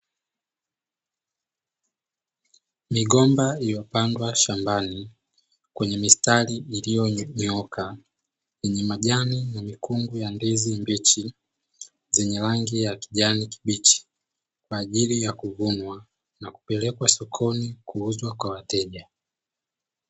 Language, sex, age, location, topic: Swahili, male, 18-24, Dar es Salaam, agriculture